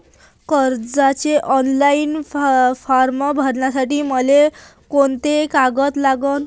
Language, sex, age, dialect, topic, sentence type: Marathi, female, 18-24, Varhadi, banking, question